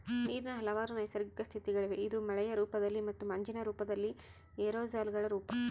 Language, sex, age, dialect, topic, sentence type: Kannada, female, 31-35, Central, agriculture, statement